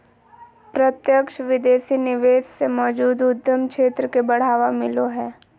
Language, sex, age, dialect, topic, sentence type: Magahi, male, 18-24, Southern, banking, statement